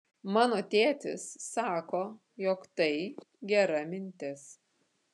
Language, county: Lithuanian, Vilnius